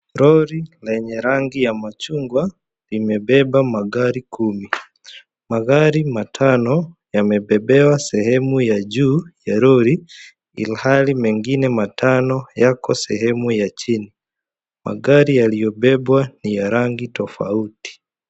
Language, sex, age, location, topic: Swahili, male, 25-35, Kisii, finance